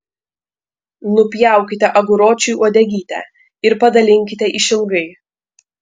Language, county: Lithuanian, Panevėžys